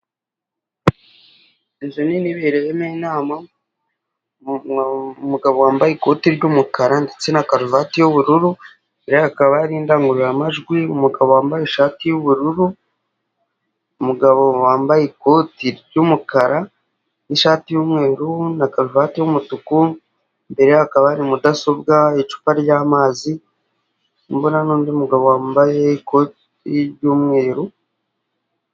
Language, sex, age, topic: Kinyarwanda, male, 25-35, government